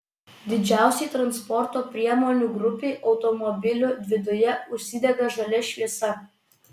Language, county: Lithuanian, Vilnius